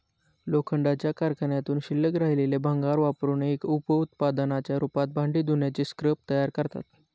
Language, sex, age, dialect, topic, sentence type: Marathi, male, 18-24, Standard Marathi, agriculture, statement